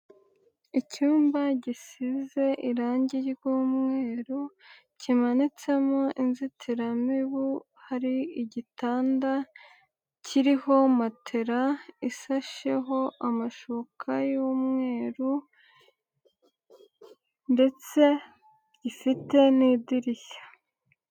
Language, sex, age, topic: Kinyarwanda, female, 18-24, finance